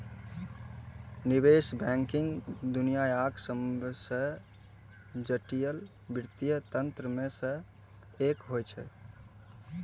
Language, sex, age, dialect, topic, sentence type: Maithili, male, 18-24, Eastern / Thethi, banking, statement